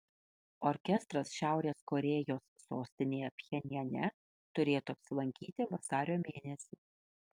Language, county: Lithuanian, Kaunas